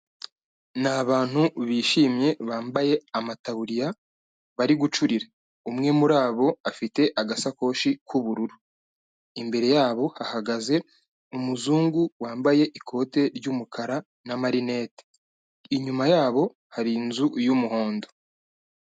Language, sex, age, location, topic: Kinyarwanda, male, 25-35, Kigali, health